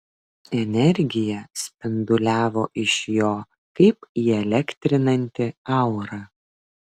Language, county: Lithuanian, Vilnius